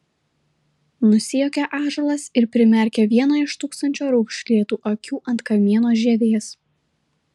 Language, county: Lithuanian, Vilnius